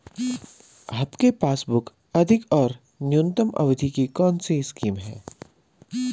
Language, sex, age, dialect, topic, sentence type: Hindi, male, 25-30, Garhwali, banking, question